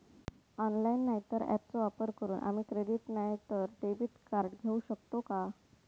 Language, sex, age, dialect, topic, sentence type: Marathi, female, 18-24, Southern Konkan, banking, question